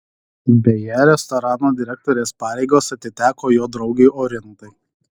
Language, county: Lithuanian, Alytus